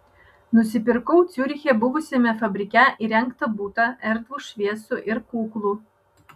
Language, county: Lithuanian, Vilnius